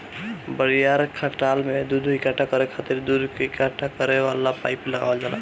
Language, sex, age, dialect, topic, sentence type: Bhojpuri, male, 18-24, Northern, agriculture, statement